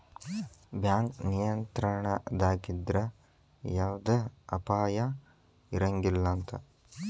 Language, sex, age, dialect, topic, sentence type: Kannada, male, 18-24, Dharwad Kannada, banking, statement